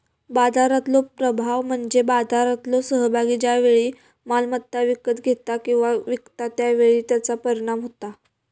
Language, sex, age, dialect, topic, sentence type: Marathi, female, 25-30, Southern Konkan, banking, statement